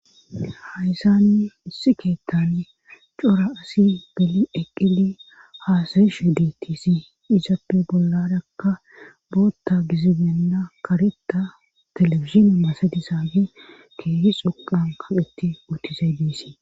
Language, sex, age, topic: Gamo, female, 18-24, government